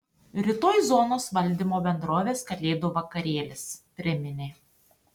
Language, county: Lithuanian, Tauragė